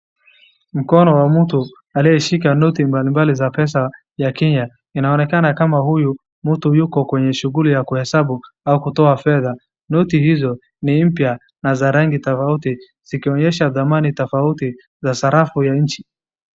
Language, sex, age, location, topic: Swahili, male, 25-35, Wajir, finance